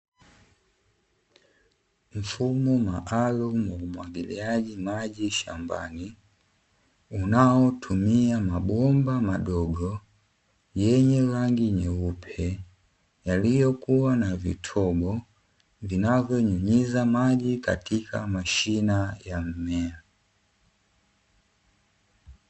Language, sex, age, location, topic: Swahili, male, 25-35, Dar es Salaam, agriculture